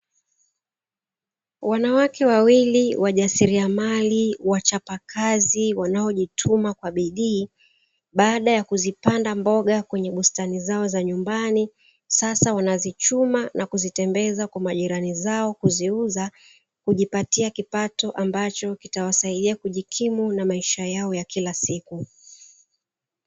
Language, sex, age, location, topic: Swahili, female, 36-49, Dar es Salaam, agriculture